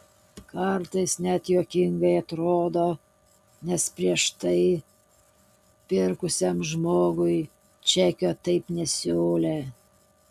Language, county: Lithuanian, Utena